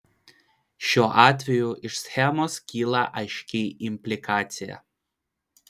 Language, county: Lithuanian, Vilnius